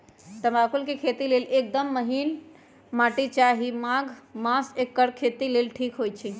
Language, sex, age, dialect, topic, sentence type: Magahi, female, 31-35, Western, agriculture, statement